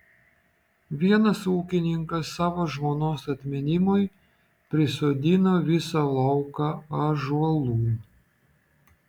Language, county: Lithuanian, Vilnius